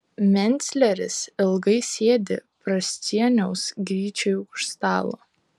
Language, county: Lithuanian, Kaunas